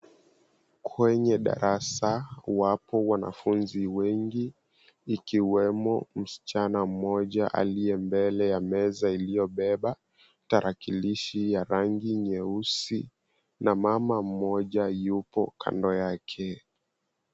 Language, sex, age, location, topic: Swahili, female, 25-35, Mombasa, government